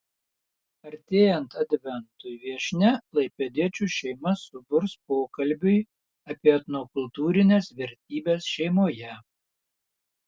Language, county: Lithuanian, Panevėžys